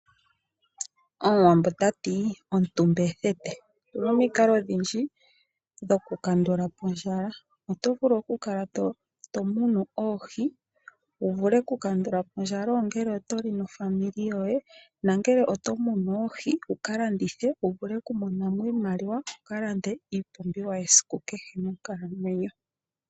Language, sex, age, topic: Oshiwambo, female, 25-35, agriculture